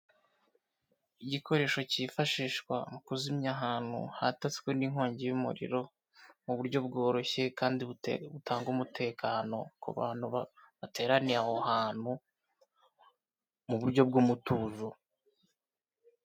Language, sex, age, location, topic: Kinyarwanda, male, 18-24, Kigali, government